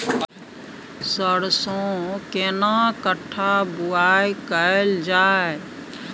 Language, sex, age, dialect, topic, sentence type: Maithili, female, 56-60, Bajjika, agriculture, question